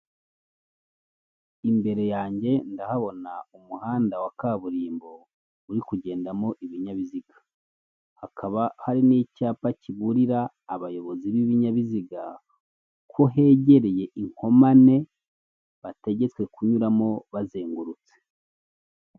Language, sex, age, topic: Kinyarwanda, male, 25-35, government